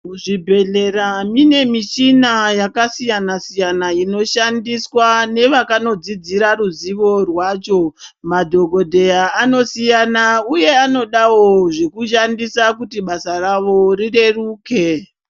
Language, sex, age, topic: Ndau, male, 50+, health